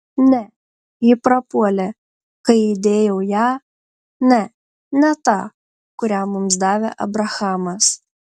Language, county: Lithuanian, Panevėžys